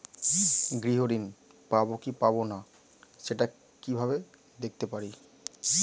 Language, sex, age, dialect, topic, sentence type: Bengali, male, 25-30, Standard Colloquial, banking, question